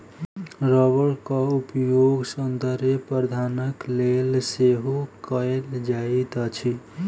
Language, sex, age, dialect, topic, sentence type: Maithili, female, 18-24, Southern/Standard, agriculture, statement